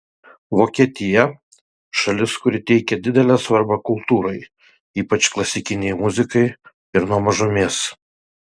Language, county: Lithuanian, Kaunas